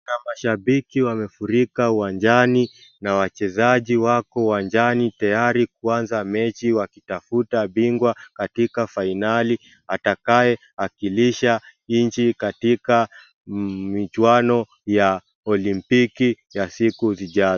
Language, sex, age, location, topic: Swahili, male, 25-35, Wajir, government